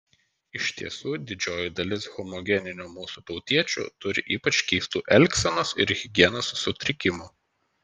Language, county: Lithuanian, Vilnius